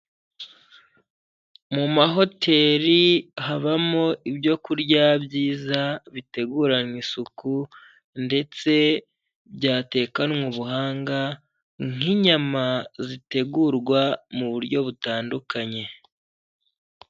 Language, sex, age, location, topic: Kinyarwanda, male, 25-35, Huye, finance